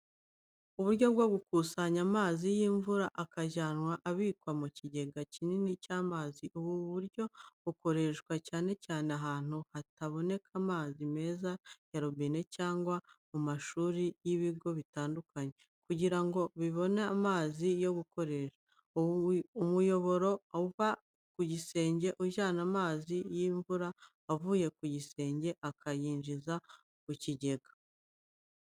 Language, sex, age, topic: Kinyarwanda, female, 25-35, education